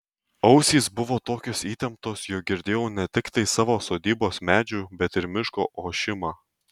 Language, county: Lithuanian, Tauragė